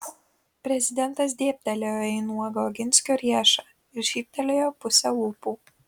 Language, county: Lithuanian, Kaunas